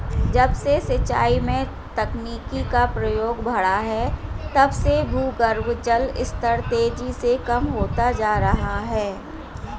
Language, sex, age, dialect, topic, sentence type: Hindi, female, 41-45, Hindustani Malvi Khadi Boli, agriculture, statement